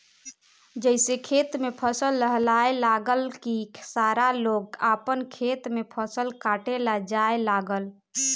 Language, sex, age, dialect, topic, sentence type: Bhojpuri, female, 18-24, Southern / Standard, agriculture, statement